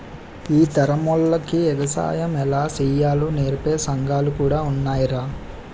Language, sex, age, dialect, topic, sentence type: Telugu, male, 18-24, Utterandhra, agriculture, statement